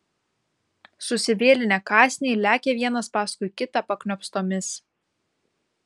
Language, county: Lithuanian, Kaunas